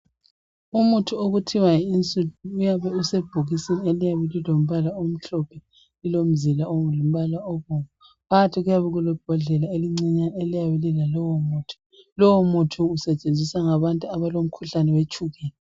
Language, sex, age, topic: North Ndebele, female, 18-24, health